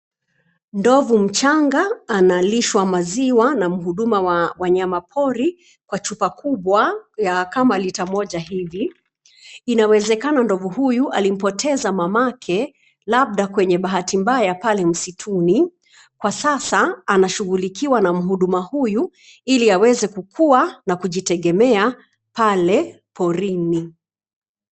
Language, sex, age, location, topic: Swahili, female, 36-49, Nairobi, government